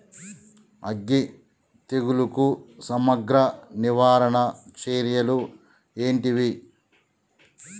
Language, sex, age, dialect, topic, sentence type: Telugu, male, 46-50, Telangana, agriculture, question